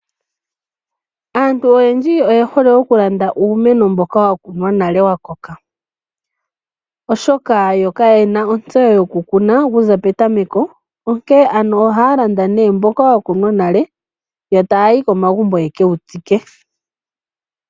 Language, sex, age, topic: Oshiwambo, female, 25-35, agriculture